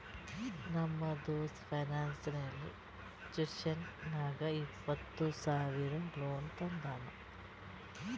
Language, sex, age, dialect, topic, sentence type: Kannada, female, 46-50, Northeastern, banking, statement